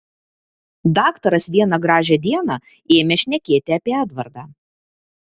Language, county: Lithuanian, Kaunas